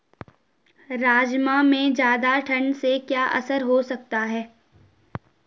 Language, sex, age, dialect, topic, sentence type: Hindi, female, 18-24, Garhwali, agriculture, question